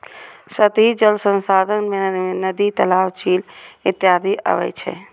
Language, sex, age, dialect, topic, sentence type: Maithili, female, 25-30, Eastern / Thethi, agriculture, statement